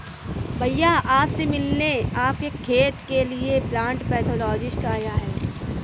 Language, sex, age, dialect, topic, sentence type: Hindi, female, 60-100, Kanauji Braj Bhasha, agriculture, statement